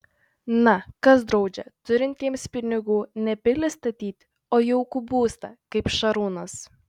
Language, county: Lithuanian, Šiauliai